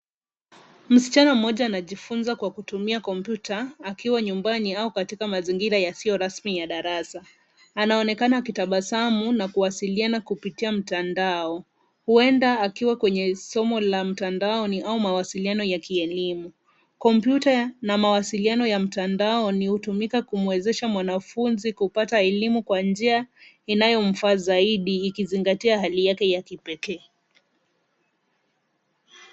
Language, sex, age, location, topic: Swahili, female, 25-35, Nairobi, education